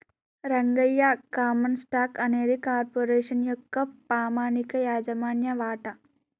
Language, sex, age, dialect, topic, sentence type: Telugu, female, 18-24, Telangana, banking, statement